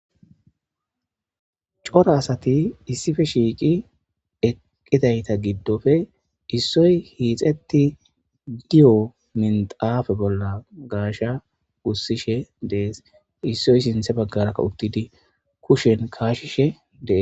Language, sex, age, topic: Gamo, female, 25-35, agriculture